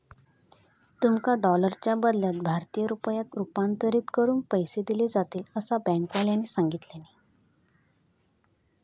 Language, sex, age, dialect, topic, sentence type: Marathi, female, 25-30, Southern Konkan, banking, statement